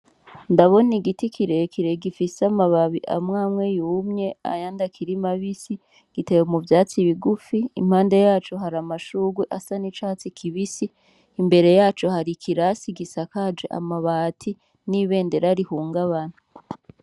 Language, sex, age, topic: Rundi, female, 36-49, education